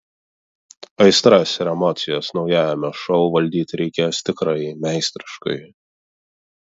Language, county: Lithuanian, Vilnius